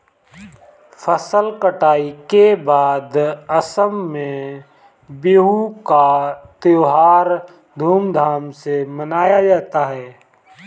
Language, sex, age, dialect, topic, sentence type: Hindi, male, 25-30, Kanauji Braj Bhasha, agriculture, statement